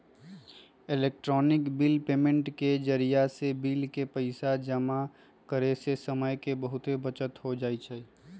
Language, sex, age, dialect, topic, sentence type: Magahi, male, 25-30, Western, banking, statement